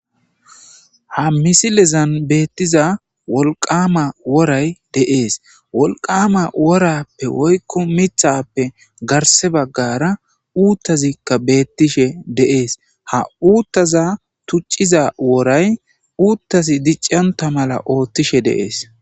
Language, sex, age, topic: Gamo, male, 25-35, agriculture